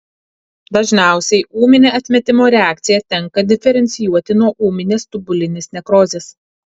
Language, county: Lithuanian, Kaunas